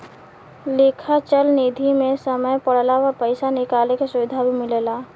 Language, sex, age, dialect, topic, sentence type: Bhojpuri, female, 18-24, Southern / Standard, banking, statement